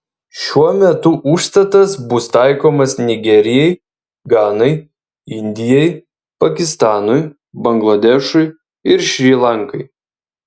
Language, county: Lithuanian, Vilnius